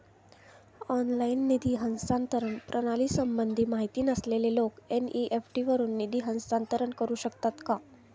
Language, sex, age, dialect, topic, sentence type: Marathi, female, 18-24, Standard Marathi, banking, question